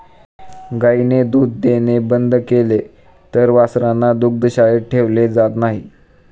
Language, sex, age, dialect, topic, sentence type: Marathi, male, 25-30, Standard Marathi, agriculture, statement